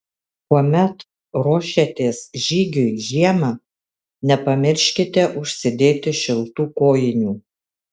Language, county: Lithuanian, Kaunas